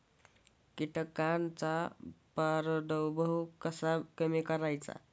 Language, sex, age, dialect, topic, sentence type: Marathi, male, <18, Standard Marathi, agriculture, question